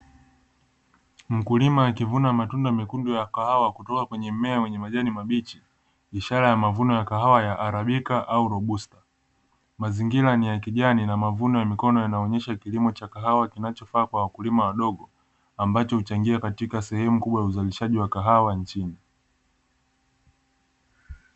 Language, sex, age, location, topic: Swahili, male, 18-24, Dar es Salaam, agriculture